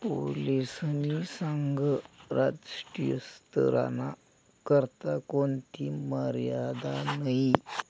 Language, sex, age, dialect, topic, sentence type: Marathi, male, 51-55, Northern Konkan, banking, statement